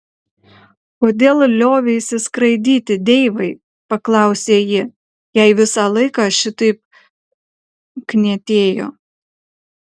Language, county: Lithuanian, Kaunas